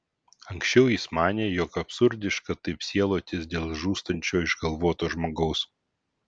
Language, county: Lithuanian, Vilnius